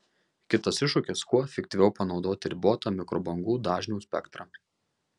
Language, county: Lithuanian, Marijampolė